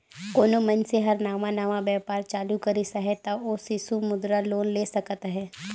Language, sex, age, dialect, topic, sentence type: Chhattisgarhi, female, 18-24, Northern/Bhandar, banking, statement